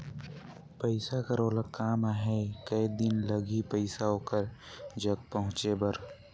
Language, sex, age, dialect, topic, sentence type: Chhattisgarhi, male, 46-50, Northern/Bhandar, banking, question